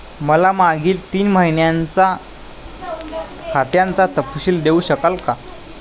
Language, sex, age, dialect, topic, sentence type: Marathi, male, 18-24, Standard Marathi, banking, question